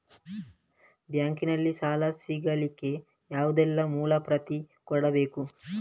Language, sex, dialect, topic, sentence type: Kannada, male, Coastal/Dakshin, banking, question